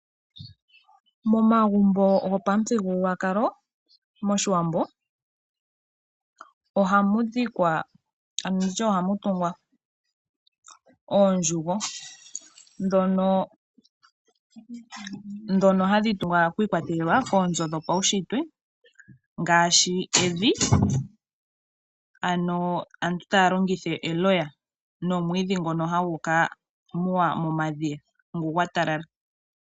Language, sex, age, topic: Oshiwambo, female, 18-24, agriculture